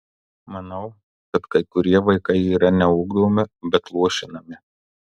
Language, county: Lithuanian, Marijampolė